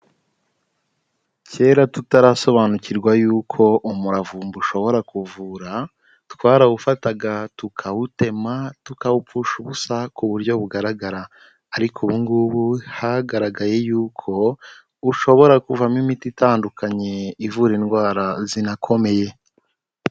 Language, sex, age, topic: Kinyarwanda, male, 18-24, health